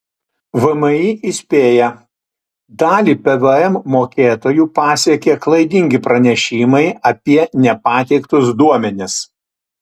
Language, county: Lithuanian, Utena